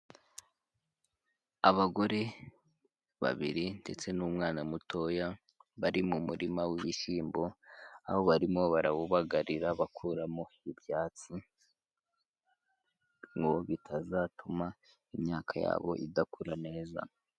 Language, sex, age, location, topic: Kinyarwanda, female, 18-24, Kigali, agriculture